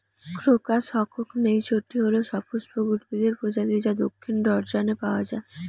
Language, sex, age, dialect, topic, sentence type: Bengali, female, 18-24, Rajbangshi, agriculture, question